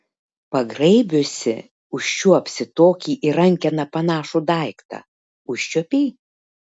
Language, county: Lithuanian, Šiauliai